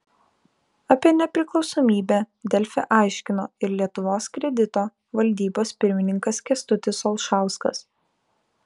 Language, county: Lithuanian, Kaunas